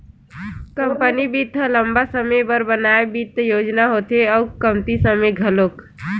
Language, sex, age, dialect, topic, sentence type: Chhattisgarhi, male, 18-24, Western/Budati/Khatahi, banking, statement